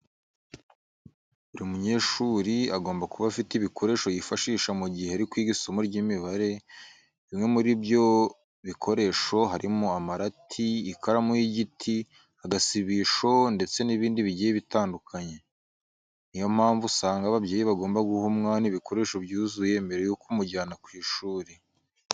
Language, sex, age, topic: Kinyarwanda, male, 18-24, education